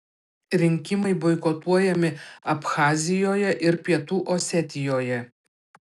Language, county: Lithuanian, Panevėžys